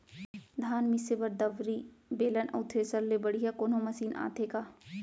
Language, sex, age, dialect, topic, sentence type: Chhattisgarhi, female, 25-30, Central, agriculture, question